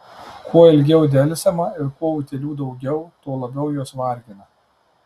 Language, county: Lithuanian, Tauragė